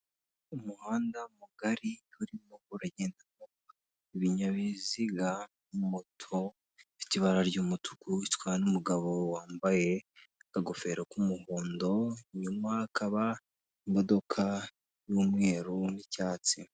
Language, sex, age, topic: Kinyarwanda, male, 18-24, government